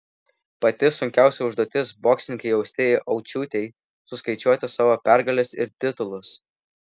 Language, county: Lithuanian, Vilnius